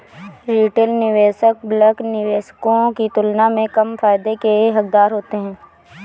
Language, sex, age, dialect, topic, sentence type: Hindi, female, 18-24, Awadhi Bundeli, banking, statement